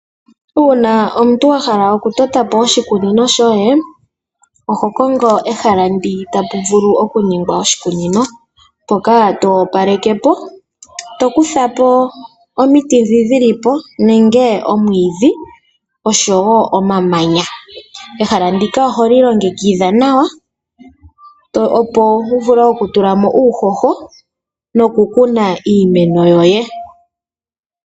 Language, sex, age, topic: Oshiwambo, female, 18-24, agriculture